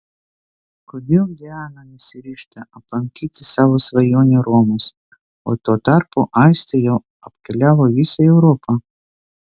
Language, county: Lithuanian, Vilnius